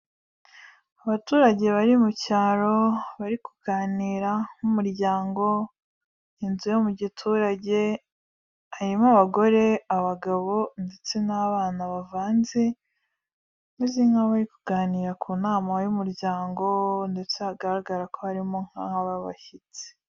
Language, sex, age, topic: Kinyarwanda, female, 18-24, health